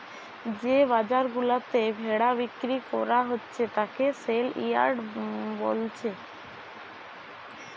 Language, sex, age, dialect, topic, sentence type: Bengali, male, 60-100, Western, agriculture, statement